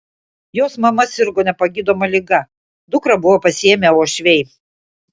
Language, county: Lithuanian, Klaipėda